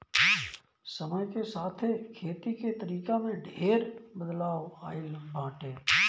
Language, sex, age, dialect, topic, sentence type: Bhojpuri, male, 25-30, Northern, agriculture, statement